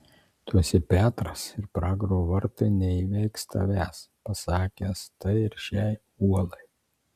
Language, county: Lithuanian, Marijampolė